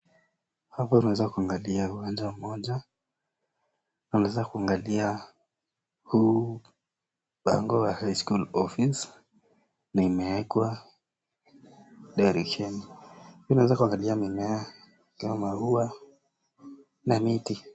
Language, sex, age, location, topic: Swahili, male, 18-24, Nakuru, education